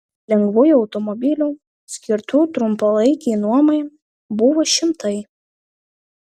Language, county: Lithuanian, Vilnius